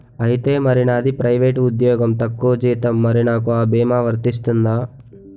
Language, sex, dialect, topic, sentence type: Telugu, male, Utterandhra, banking, question